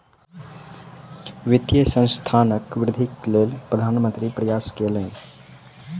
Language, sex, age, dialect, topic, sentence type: Maithili, male, 18-24, Southern/Standard, banking, statement